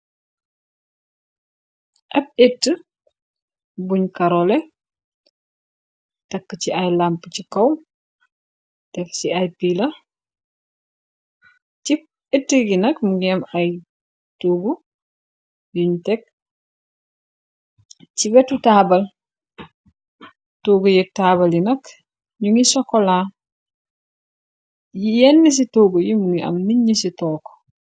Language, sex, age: Wolof, female, 25-35